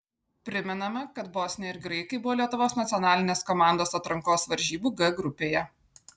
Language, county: Lithuanian, Kaunas